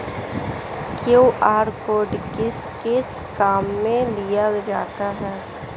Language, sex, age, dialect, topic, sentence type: Hindi, female, 18-24, Marwari Dhudhari, banking, question